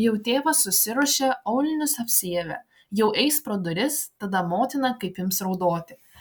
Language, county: Lithuanian, Klaipėda